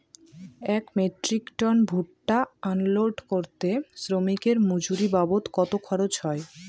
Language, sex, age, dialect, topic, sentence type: Bengali, female, <18, Northern/Varendri, agriculture, question